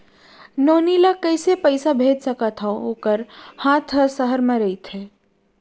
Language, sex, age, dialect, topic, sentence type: Chhattisgarhi, female, 31-35, Central, banking, question